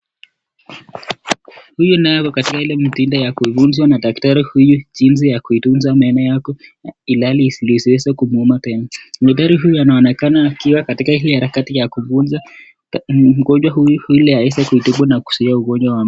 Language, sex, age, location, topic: Swahili, male, 25-35, Nakuru, health